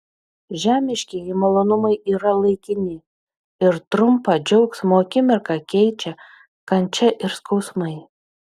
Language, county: Lithuanian, Utena